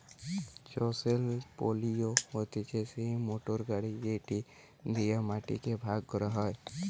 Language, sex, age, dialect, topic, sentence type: Bengali, male, 18-24, Western, agriculture, statement